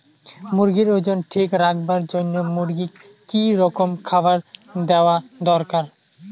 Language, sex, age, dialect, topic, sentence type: Bengali, male, 18-24, Rajbangshi, agriculture, question